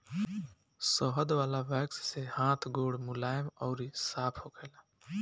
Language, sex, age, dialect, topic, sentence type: Bhojpuri, male, 18-24, Southern / Standard, agriculture, statement